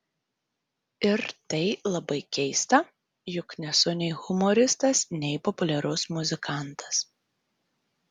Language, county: Lithuanian, Tauragė